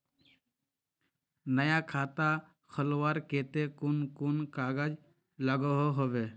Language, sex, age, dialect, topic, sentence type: Magahi, male, 51-55, Northeastern/Surjapuri, banking, question